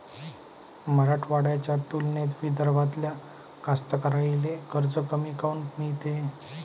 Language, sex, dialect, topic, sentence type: Marathi, male, Varhadi, agriculture, question